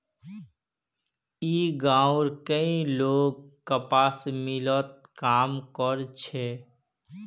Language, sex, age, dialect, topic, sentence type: Magahi, male, 31-35, Northeastern/Surjapuri, agriculture, statement